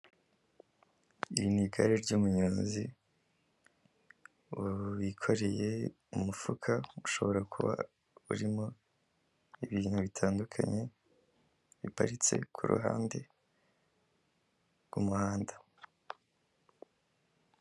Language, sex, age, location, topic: Kinyarwanda, male, 18-24, Kigali, government